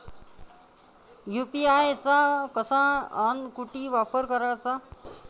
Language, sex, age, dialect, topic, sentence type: Marathi, male, 25-30, Varhadi, banking, question